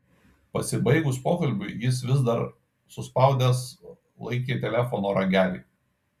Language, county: Lithuanian, Kaunas